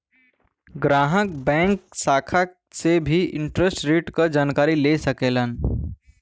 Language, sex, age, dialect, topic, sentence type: Bhojpuri, male, 18-24, Western, banking, statement